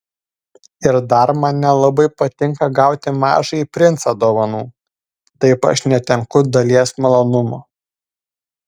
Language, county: Lithuanian, Vilnius